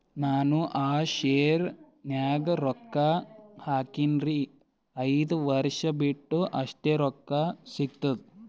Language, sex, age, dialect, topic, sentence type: Kannada, male, 18-24, Northeastern, banking, question